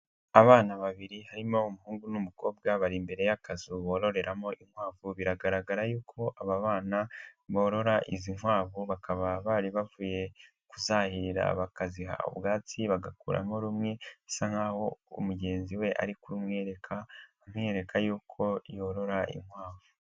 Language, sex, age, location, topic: Kinyarwanda, male, 18-24, Nyagatare, education